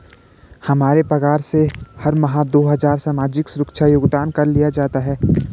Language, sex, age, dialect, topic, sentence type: Hindi, male, 18-24, Garhwali, banking, statement